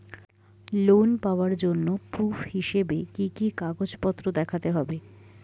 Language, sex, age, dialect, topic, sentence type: Bengali, female, 60-100, Standard Colloquial, banking, statement